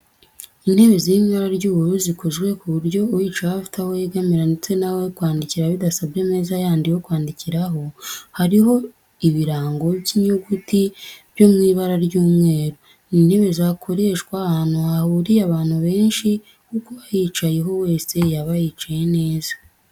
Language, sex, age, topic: Kinyarwanda, female, 18-24, education